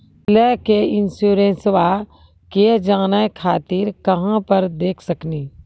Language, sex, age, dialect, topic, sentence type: Maithili, female, 41-45, Angika, banking, question